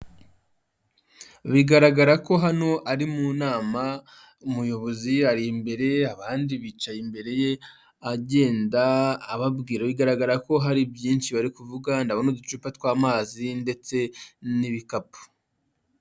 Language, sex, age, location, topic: Kinyarwanda, male, 25-35, Huye, health